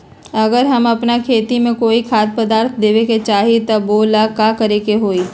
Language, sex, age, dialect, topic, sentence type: Magahi, female, 31-35, Western, agriculture, question